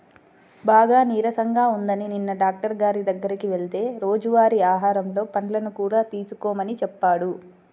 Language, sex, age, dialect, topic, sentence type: Telugu, female, 25-30, Central/Coastal, agriculture, statement